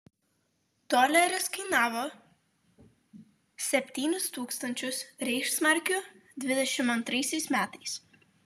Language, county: Lithuanian, Vilnius